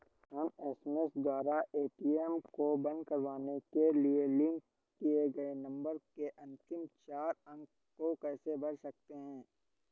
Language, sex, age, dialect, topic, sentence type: Hindi, male, 18-24, Awadhi Bundeli, banking, question